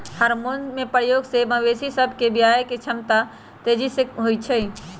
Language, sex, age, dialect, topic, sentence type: Magahi, female, 31-35, Western, agriculture, statement